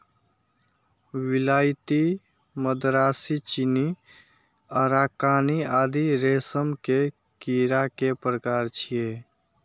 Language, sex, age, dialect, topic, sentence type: Maithili, male, 51-55, Eastern / Thethi, agriculture, statement